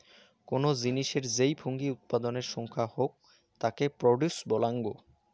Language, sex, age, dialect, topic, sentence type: Bengali, male, 18-24, Rajbangshi, agriculture, statement